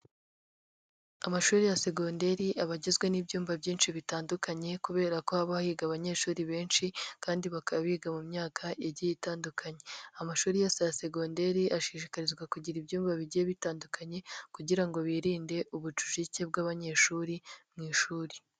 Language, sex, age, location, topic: Kinyarwanda, male, 25-35, Nyagatare, education